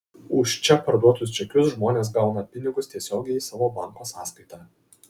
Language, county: Lithuanian, Kaunas